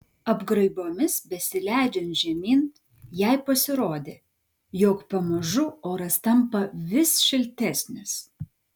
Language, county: Lithuanian, Klaipėda